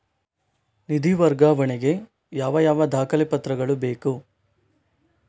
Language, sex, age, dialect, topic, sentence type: Kannada, male, 18-24, Coastal/Dakshin, banking, question